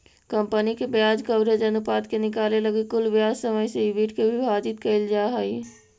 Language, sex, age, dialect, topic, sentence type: Magahi, female, 60-100, Central/Standard, banking, statement